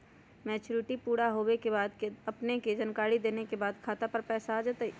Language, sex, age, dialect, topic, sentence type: Magahi, female, 46-50, Western, banking, question